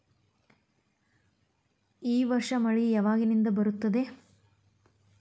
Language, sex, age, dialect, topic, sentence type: Kannada, female, 41-45, Dharwad Kannada, agriculture, question